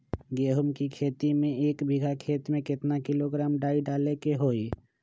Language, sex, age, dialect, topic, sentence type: Magahi, male, 25-30, Western, agriculture, question